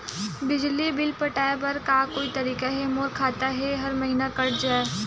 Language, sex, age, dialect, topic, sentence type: Chhattisgarhi, female, 18-24, Western/Budati/Khatahi, banking, question